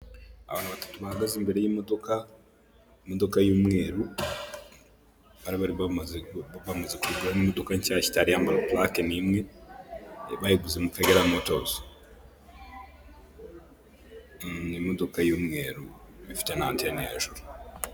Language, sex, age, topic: Kinyarwanda, male, 18-24, finance